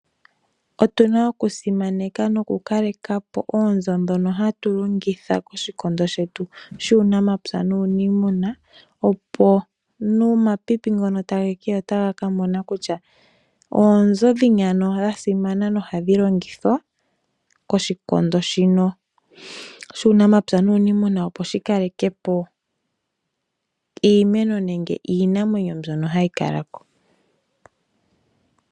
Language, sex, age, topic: Oshiwambo, female, 18-24, agriculture